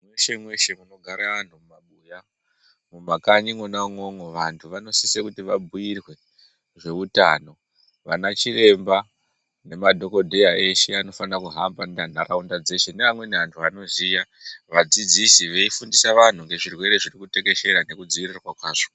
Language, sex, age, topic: Ndau, female, 36-49, health